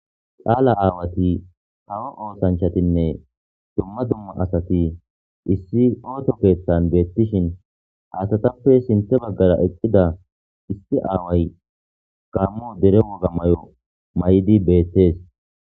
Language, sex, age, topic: Gamo, male, 25-35, government